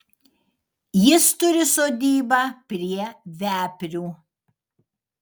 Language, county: Lithuanian, Kaunas